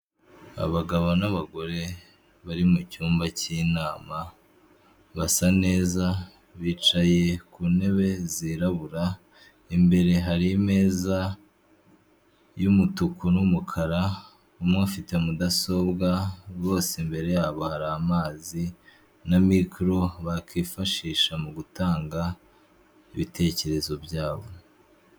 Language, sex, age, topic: Kinyarwanda, male, 25-35, government